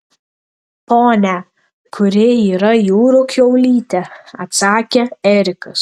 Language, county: Lithuanian, Tauragė